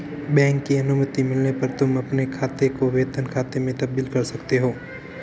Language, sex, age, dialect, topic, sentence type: Hindi, male, 46-50, Marwari Dhudhari, banking, statement